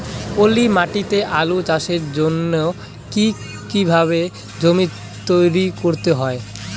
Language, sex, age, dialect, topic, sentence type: Bengali, male, 18-24, Rajbangshi, agriculture, question